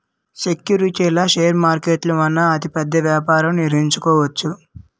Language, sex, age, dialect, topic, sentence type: Telugu, male, 18-24, Utterandhra, banking, statement